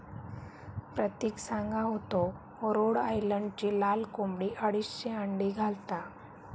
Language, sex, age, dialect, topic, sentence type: Marathi, female, 31-35, Southern Konkan, agriculture, statement